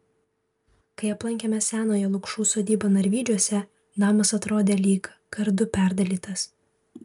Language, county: Lithuanian, Vilnius